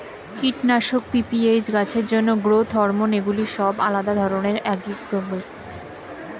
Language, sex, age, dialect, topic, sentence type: Bengali, female, 25-30, Standard Colloquial, agriculture, statement